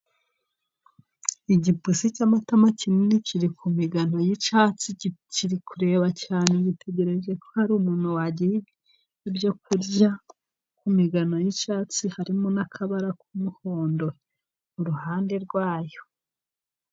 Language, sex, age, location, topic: Kinyarwanda, female, 18-24, Musanze, agriculture